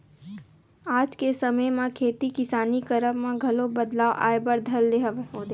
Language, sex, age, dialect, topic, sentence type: Chhattisgarhi, female, 18-24, Western/Budati/Khatahi, agriculture, statement